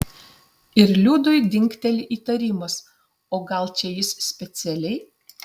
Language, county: Lithuanian, Utena